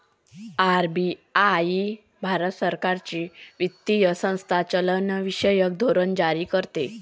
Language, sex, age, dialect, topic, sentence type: Marathi, female, 60-100, Varhadi, banking, statement